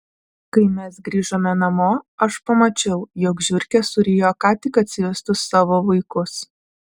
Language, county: Lithuanian, Vilnius